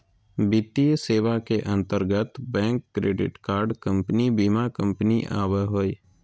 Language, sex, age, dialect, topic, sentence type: Magahi, male, 18-24, Southern, banking, statement